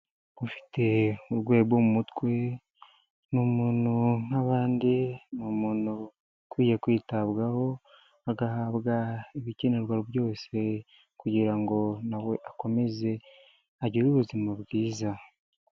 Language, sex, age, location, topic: Kinyarwanda, male, 25-35, Huye, health